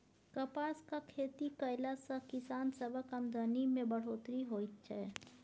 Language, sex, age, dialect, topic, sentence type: Maithili, female, 51-55, Bajjika, agriculture, statement